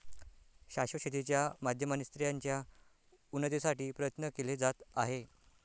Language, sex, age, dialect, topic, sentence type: Marathi, male, 60-100, Northern Konkan, agriculture, statement